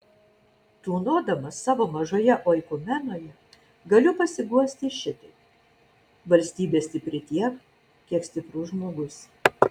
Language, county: Lithuanian, Vilnius